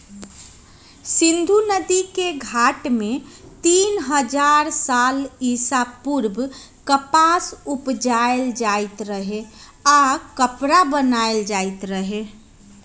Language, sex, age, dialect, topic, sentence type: Magahi, female, 31-35, Western, agriculture, statement